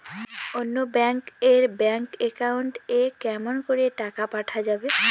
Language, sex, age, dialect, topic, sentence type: Bengali, female, 18-24, Rajbangshi, banking, question